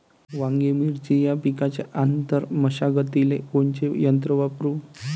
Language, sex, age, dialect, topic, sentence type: Marathi, male, 31-35, Varhadi, agriculture, question